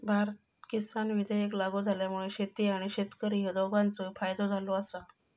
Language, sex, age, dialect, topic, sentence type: Marathi, female, 36-40, Southern Konkan, agriculture, statement